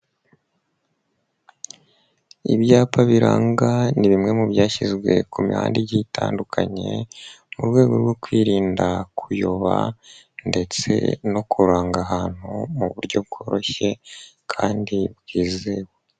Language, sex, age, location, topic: Kinyarwanda, male, 25-35, Nyagatare, education